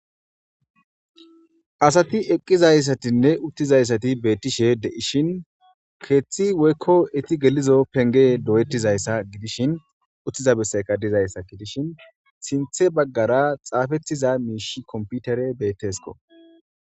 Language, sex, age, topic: Gamo, female, 18-24, government